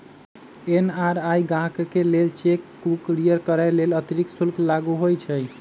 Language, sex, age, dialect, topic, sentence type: Magahi, male, 25-30, Western, banking, statement